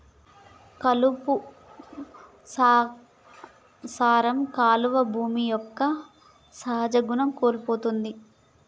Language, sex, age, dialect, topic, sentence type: Telugu, female, 18-24, Telangana, agriculture, statement